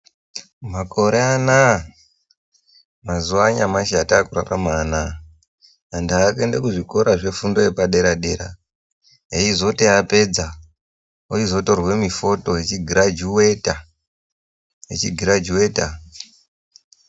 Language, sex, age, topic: Ndau, male, 18-24, health